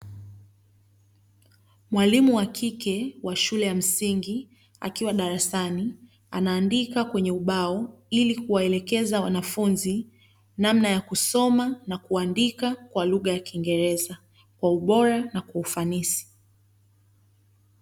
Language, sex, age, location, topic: Swahili, female, 25-35, Dar es Salaam, education